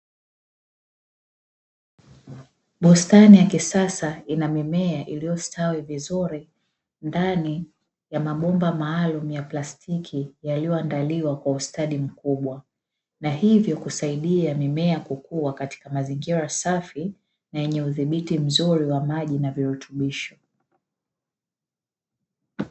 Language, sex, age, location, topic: Swahili, female, 25-35, Dar es Salaam, agriculture